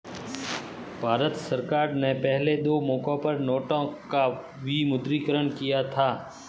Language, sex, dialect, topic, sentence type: Hindi, male, Marwari Dhudhari, banking, statement